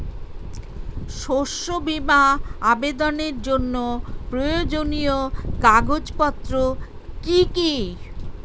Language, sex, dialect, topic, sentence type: Bengali, female, Standard Colloquial, agriculture, question